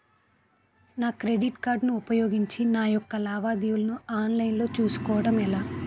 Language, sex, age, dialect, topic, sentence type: Telugu, female, 18-24, Utterandhra, banking, question